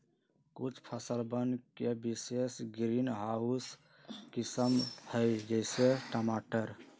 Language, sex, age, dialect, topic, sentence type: Magahi, male, 31-35, Western, agriculture, statement